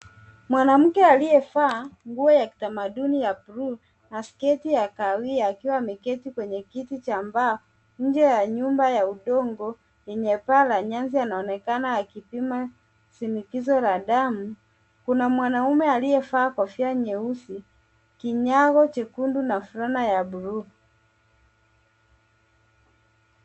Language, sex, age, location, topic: Swahili, male, 25-35, Nairobi, health